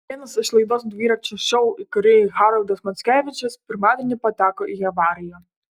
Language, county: Lithuanian, Panevėžys